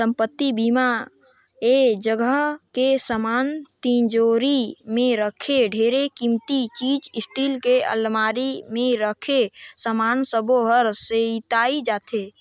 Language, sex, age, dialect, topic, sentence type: Chhattisgarhi, male, 25-30, Northern/Bhandar, banking, statement